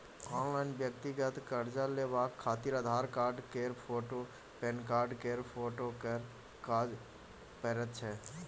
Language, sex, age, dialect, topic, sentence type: Maithili, male, 18-24, Bajjika, banking, statement